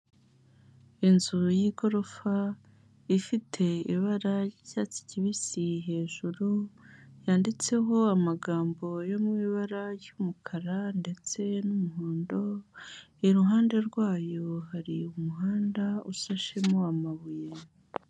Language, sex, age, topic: Kinyarwanda, female, 18-24, health